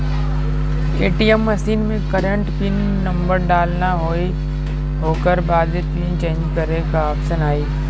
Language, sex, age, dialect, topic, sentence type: Bhojpuri, male, 18-24, Western, banking, statement